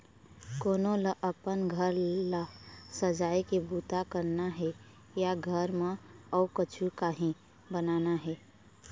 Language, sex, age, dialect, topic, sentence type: Chhattisgarhi, female, 25-30, Eastern, banking, statement